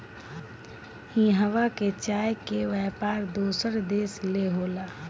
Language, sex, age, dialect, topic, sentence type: Bhojpuri, female, 25-30, Northern, agriculture, statement